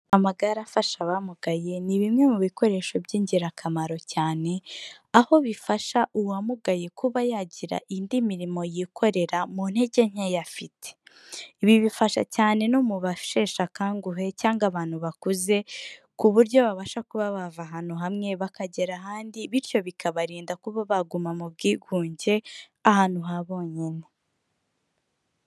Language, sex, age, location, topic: Kinyarwanda, female, 25-35, Kigali, health